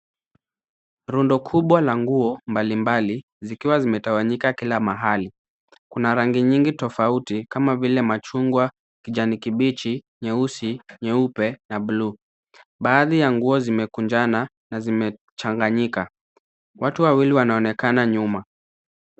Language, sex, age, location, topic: Swahili, male, 25-35, Kisumu, finance